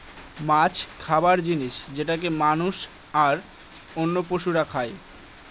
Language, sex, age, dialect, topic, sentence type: Bengali, male, 18-24, Northern/Varendri, agriculture, statement